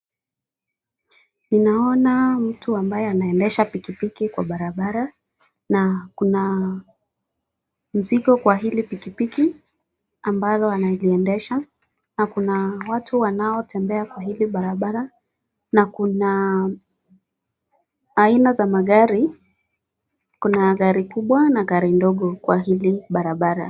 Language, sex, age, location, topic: Swahili, female, 25-35, Nakuru, agriculture